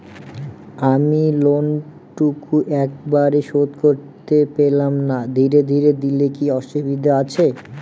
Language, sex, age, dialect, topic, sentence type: Bengali, male, 18-24, Northern/Varendri, banking, question